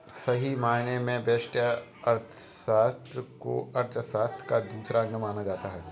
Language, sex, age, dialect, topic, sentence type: Hindi, male, 18-24, Awadhi Bundeli, banking, statement